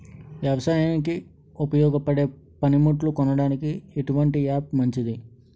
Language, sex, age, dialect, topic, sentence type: Telugu, male, 18-24, Utterandhra, agriculture, question